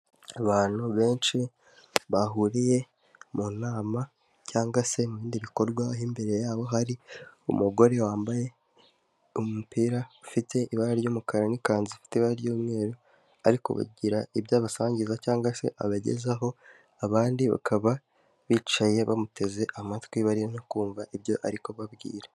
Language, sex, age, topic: Kinyarwanda, male, 18-24, health